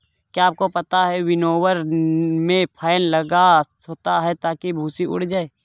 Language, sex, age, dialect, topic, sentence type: Hindi, male, 18-24, Kanauji Braj Bhasha, agriculture, statement